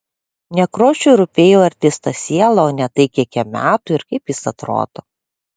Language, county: Lithuanian, Klaipėda